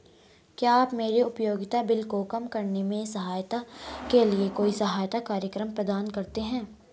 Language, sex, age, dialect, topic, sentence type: Hindi, female, 36-40, Hindustani Malvi Khadi Boli, banking, question